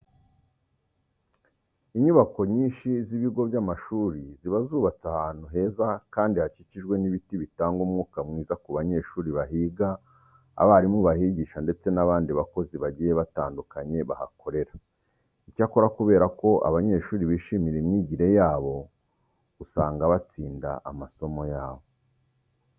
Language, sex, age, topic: Kinyarwanda, male, 36-49, education